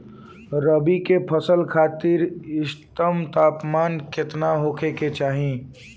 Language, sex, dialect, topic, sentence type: Bhojpuri, male, Southern / Standard, agriculture, question